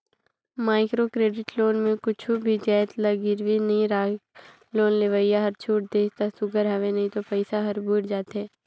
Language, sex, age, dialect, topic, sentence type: Chhattisgarhi, female, 56-60, Northern/Bhandar, banking, statement